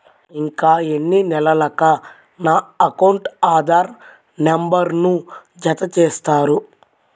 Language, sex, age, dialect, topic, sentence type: Telugu, male, 18-24, Central/Coastal, banking, question